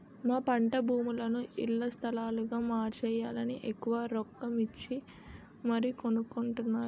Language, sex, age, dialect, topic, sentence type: Telugu, female, 18-24, Utterandhra, agriculture, statement